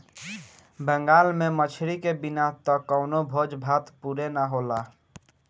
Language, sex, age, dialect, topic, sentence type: Bhojpuri, male, <18, Northern, agriculture, statement